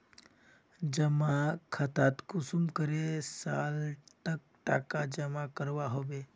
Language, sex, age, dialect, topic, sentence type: Magahi, male, 25-30, Northeastern/Surjapuri, banking, question